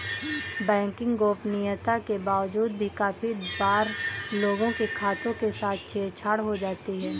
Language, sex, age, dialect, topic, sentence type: Hindi, female, 18-24, Awadhi Bundeli, banking, statement